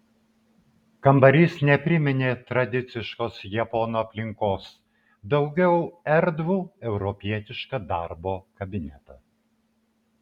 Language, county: Lithuanian, Vilnius